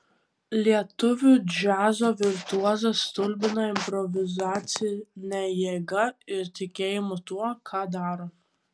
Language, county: Lithuanian, Kaunas